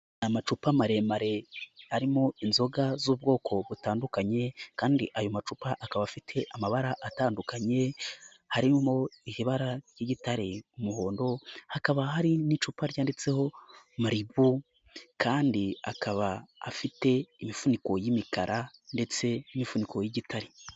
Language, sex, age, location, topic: Kinyarwanda, male, 18-24, Nyagatare, finance